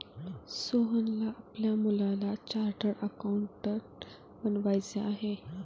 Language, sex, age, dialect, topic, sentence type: Marathi, female, 18-24, Standard Marathi, banking, statement